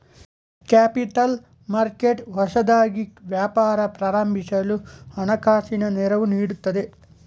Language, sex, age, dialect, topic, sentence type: Kannada, male, 18-24, Mysore Kannada, banking, statement